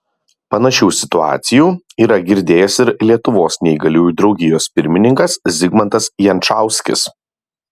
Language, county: Lithuanian, Kaunas